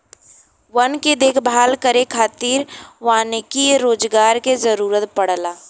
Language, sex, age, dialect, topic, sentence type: Bhojpuri, female, 18-24, Western, agriculture, statement